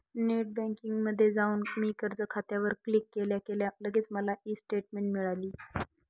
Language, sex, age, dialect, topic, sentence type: Marathi, male, 18-24, Northern Konkan, banking, statement